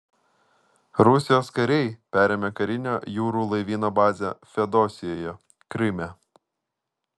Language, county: Lithuanian, Vilnius